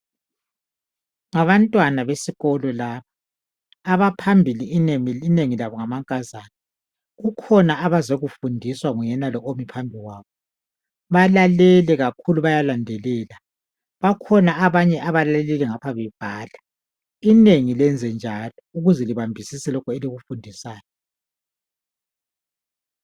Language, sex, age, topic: North Ndebele, female, 50+, health